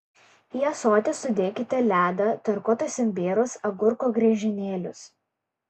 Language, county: Lithuanian, Kaunas